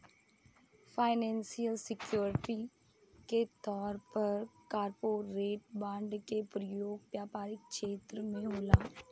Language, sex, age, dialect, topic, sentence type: Bhojpuri, female, 25-30, Southern / Standard, banking, statement